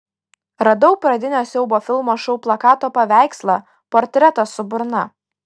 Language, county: Lithuanian, Kaunas